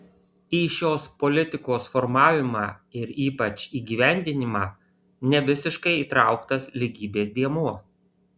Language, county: Lithuanian, Kaunas